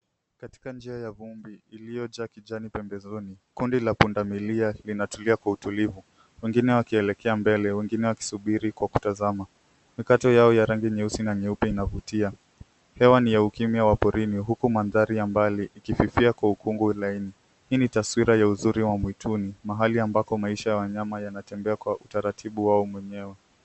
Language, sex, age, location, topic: Swahili, male, 18-24, Nairobi, government